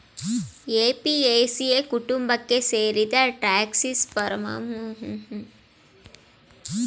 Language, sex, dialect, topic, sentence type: Kannada, female, Mysore Kannada, agriculture, statement